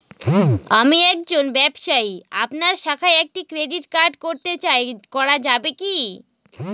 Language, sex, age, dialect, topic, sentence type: Bengali, female, 18-24, Northern/Varendri, banking, question